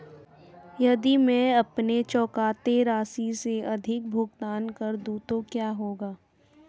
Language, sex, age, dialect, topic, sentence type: Hindi, female, 18-24, Marwari Dhudhari, banking, question